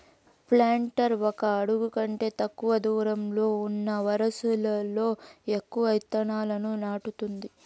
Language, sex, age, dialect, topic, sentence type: Telugu, female, 18-24, Southern, agriculture, statement